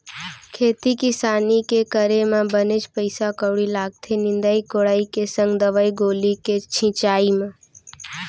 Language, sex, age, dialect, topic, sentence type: Chhattisgarhi, female, 18-24, Central, agriculture, statement